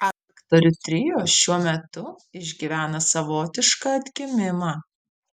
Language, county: Lithuanian, Vilnius